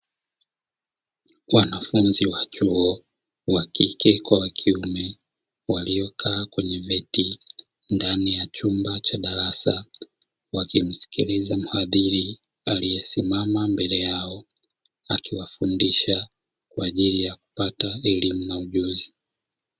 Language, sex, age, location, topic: Swahili, male, 25-35, Dar es Salaam, education